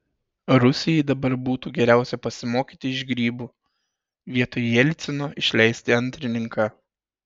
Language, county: Lithuanian, Šiauliai